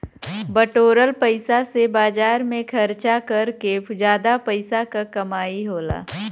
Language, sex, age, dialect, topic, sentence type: Bhojpuri, female, 25-30, Western, banking, statement